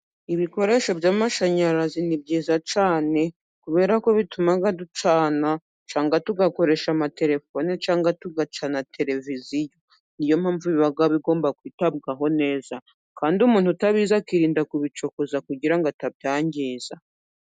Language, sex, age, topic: Kinyarwanda, female, 25-35, government